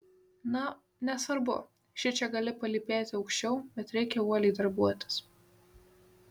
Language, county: Lithuanian, Šiauliai